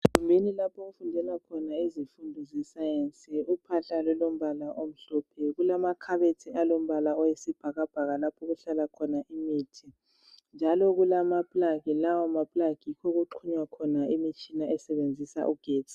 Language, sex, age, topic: North Ndebele, female, 18-24, health